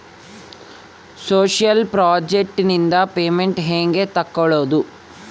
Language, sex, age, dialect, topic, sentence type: Kannada, male, 18-24, Central, banking, question